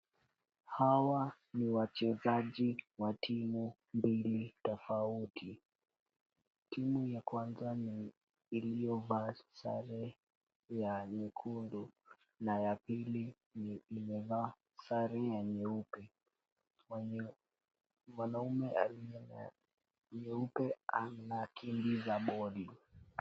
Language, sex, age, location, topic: Swahili, female, 36-49, Kisumu, government